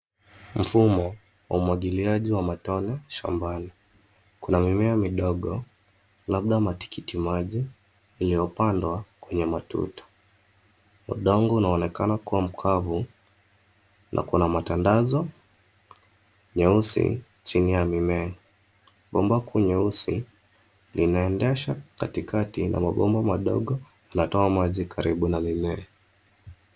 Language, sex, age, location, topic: Swahili, male, 25-35, Nairobi, agriculture